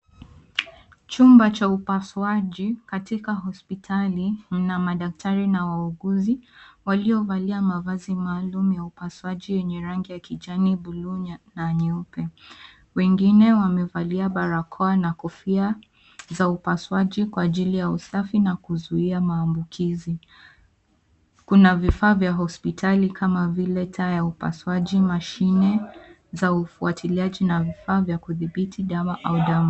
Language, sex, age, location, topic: Swahili, female, 18-24, Nairobi, health